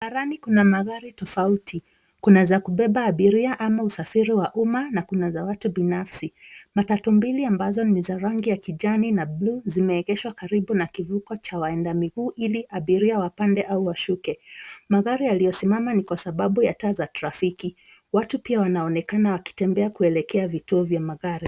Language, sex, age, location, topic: Swahili, female, 36-49, Nairobi, government